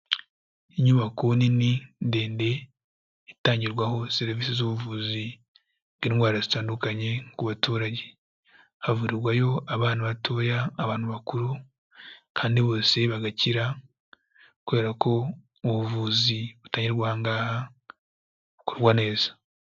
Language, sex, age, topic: Kinyarwanda, male, 18-24, health